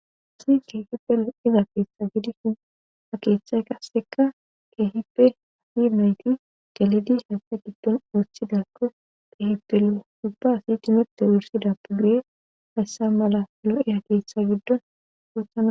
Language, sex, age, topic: Gamo, female, 25-35, government